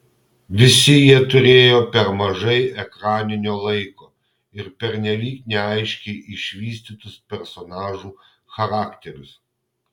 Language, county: Lithuanian, Kaunas